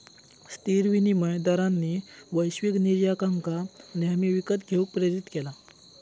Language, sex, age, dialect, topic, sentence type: Marathi, male, 18-24, Southern Konkan, banking, statement